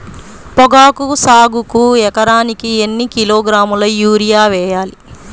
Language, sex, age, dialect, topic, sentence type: Telugu, female, 31-35, Central/Coastal, agriculture, question